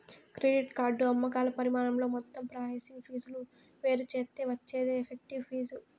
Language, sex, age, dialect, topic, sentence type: Telugu, female, 18-24, Southern, banking, statement